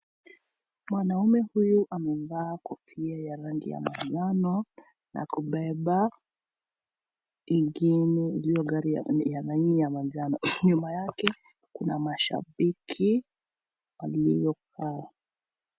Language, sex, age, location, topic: Swahili, female, 25-35, Kisii, government